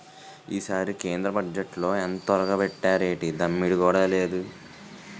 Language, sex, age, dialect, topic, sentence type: Telugu, male, 18-24, Utterandhra, banking, statement